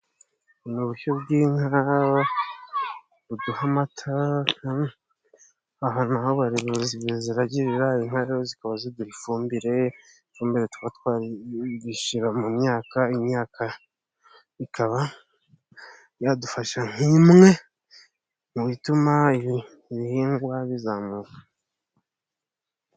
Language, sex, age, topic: Kinyarwanda, male, 25-35, agriculture